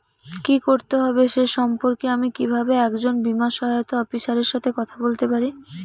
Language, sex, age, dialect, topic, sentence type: Bengali, female, 18-24, Rajbangshi, banking, question